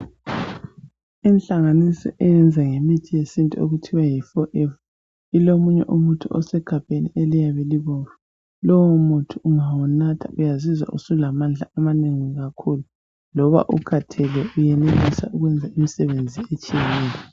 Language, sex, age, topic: North Ndebele, female, 25-35, health